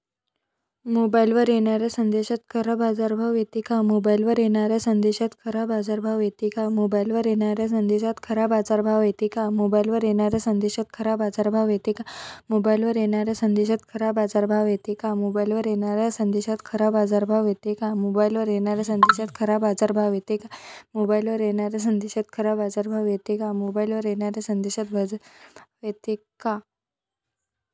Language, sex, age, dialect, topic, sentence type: Marathi, female, 18-24, Varhadi, agriculture, question